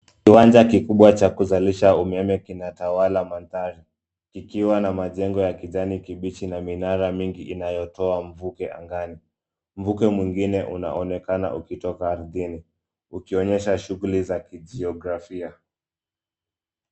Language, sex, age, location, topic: Swahili, male, 25-35, Nairobi, government